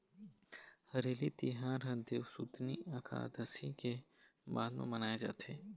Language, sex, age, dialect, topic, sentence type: Chhattisgarhi, male, 18-24, Eastern, agriculture, statement